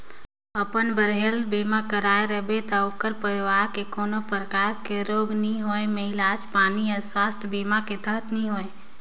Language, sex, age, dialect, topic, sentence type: Chhattisgarhi, female, 18-24, Northern/Bhandar, banking, statement